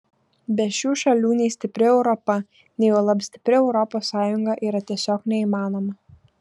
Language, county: Lithuanian, Šiauliai